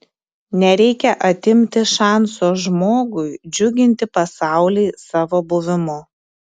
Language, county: Lithuanian, Klaipėda